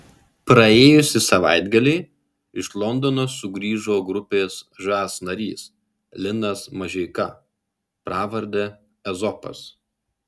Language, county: Lithuanian, Šiauliai